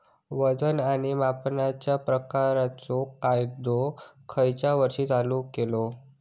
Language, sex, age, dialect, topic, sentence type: Marathi, male, 41-45, Southern Konkan, agriculture, question